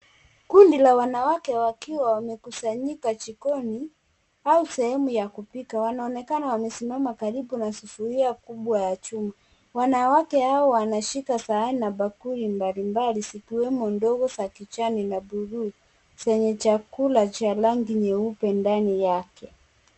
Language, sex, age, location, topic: Swahili, female, 18-24, Kisumu, agriculture